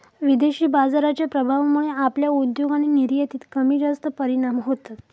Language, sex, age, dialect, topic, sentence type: Marathi, female, 18-24, Southern Konkan, banking, statement